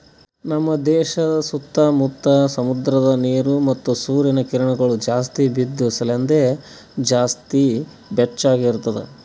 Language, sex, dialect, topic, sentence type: Kannada, male, Northeastern, agriculture, statement